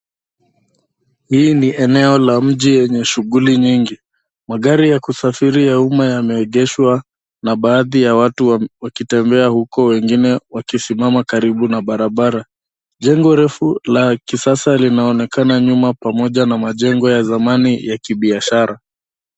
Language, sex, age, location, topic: Swahili, male, 25-35, Nairobi, government